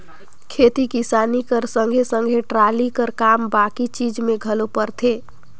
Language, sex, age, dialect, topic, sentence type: Chhattisgarhi, female, 18-24, Northern/Bhandar, agriculture, statement